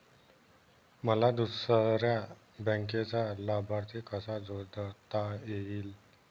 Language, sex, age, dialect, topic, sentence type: Marathi, male, 18-24, Northern Konkan, banking, question